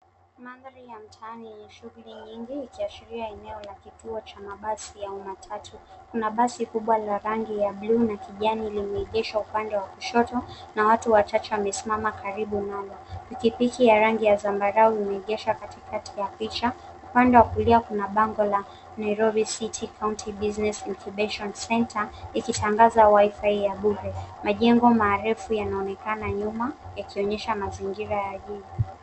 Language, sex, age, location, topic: Swahili, female, 18-24, Nairobi, government